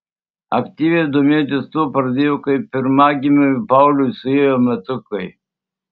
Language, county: Lithuanian, Tauragė